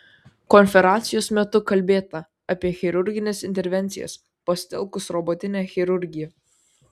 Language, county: Lithuanian, Kaunas